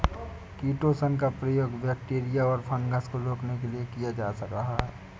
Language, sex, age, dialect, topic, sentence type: Hindi, male, 60-100, Awadhi Bundeli, agriculture, statement